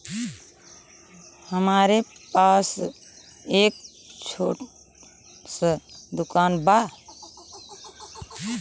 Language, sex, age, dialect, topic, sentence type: Bhojpuri, female, 18-24, Western, banking, question